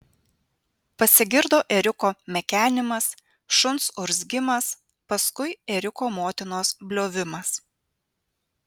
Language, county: Lithuanian, Vilnius